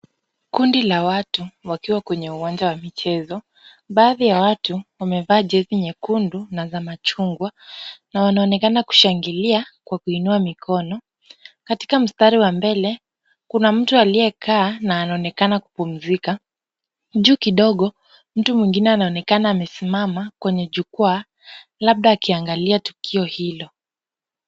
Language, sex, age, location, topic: Swahili, female, 25-35, Kisumu, government